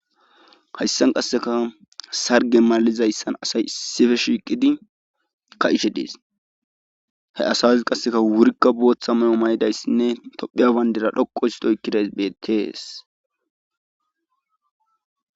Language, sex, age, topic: Gamo, male, 18-24, government